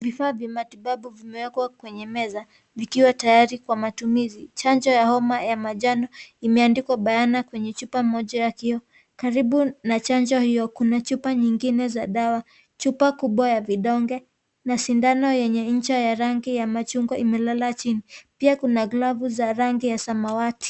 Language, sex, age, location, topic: Swahili, female, 18-24, Kisii, health